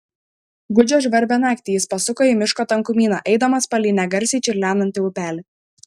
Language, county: Lithuanian, Šiauliai